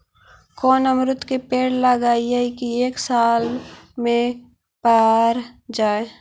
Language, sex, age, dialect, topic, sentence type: Magahi, female, 56-60, Central/Standard, agriculture, question